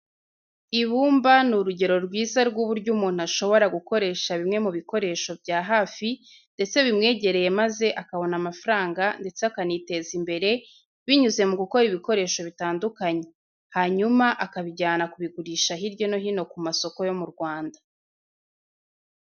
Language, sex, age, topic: Kinyarwanda, female, 25-35, education